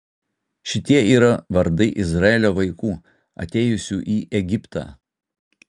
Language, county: Lithuanian, Utena